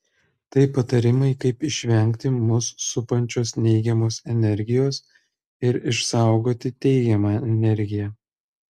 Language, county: Lithuanian, Kaunas